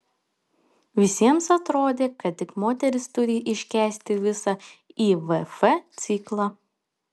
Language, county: Lithuanian, Panevėžys